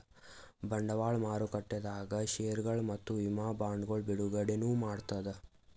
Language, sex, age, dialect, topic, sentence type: Kannada, male, 18-24, Northeastern, banking, statement